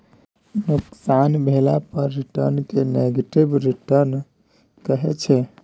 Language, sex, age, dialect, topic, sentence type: Maithili, male, 18-24, Bajjika, banking, statement